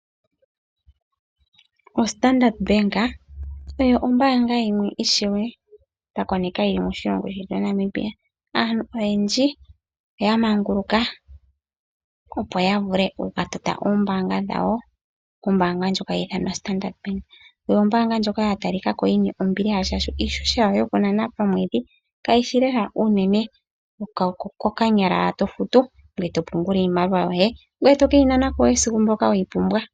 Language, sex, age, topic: Oshiwambo, female, 25-35, finance